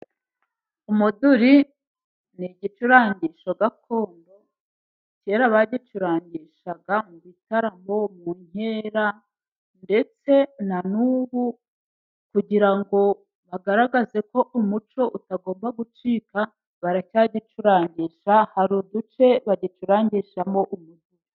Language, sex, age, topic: Kinyarwanda, female, 36-49, government